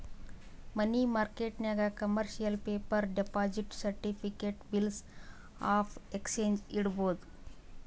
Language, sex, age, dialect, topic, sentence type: Kannada, female, 18-24, Northeastern, banking, statement